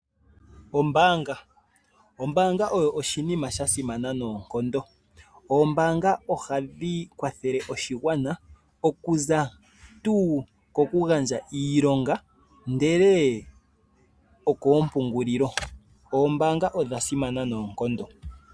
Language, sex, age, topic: Oshiwambo, male, 25-35, finance